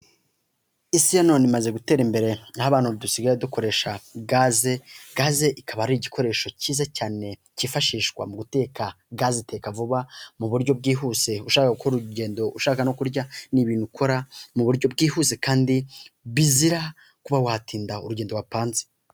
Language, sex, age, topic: Kinyarwanda, male, 18-24, finance